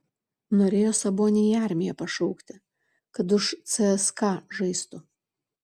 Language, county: Lithuanian, Šiauliai